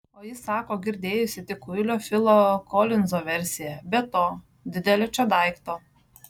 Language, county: Lithuanian, Šiauliai